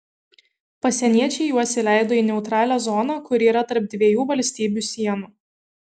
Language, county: Lithuanian, Kaunas